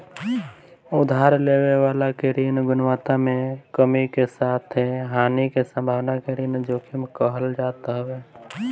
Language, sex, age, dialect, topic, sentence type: Bhojpuri, male, 18-24, Northern, banking, statement